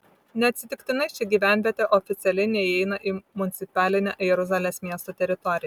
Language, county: Lithuanian, Vilnius